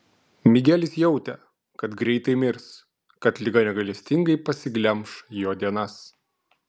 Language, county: Lithuanian, Klaipėda